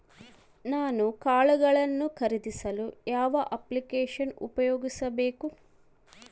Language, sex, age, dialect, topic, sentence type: Kannada, female, 36-40, Central, agriculture, question